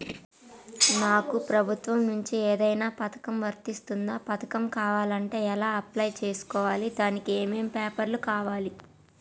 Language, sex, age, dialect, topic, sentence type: Telugu, female, 25-30, Telangana, banking, question